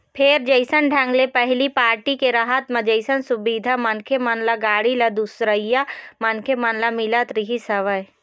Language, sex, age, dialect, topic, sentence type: Chhattisgarhi, female, 18-24, Eastern, banking, statement